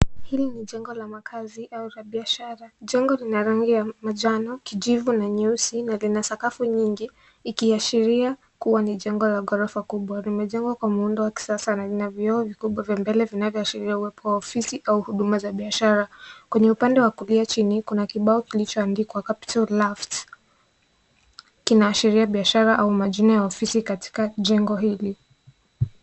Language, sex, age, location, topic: Swahili, male, 18-24, Nairobi, finance